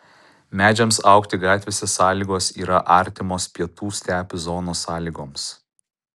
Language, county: Lithuanian, Utena